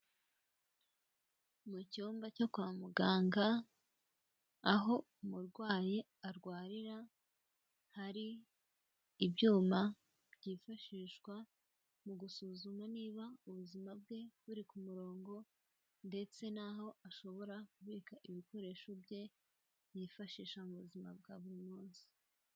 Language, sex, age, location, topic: Kinyarwanda, female, 18-24, Kigali, health